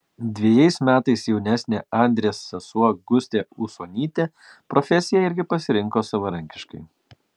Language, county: Lithuanian, Kaunas